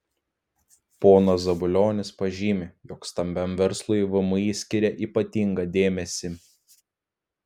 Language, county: Lithuanian, Klaipėda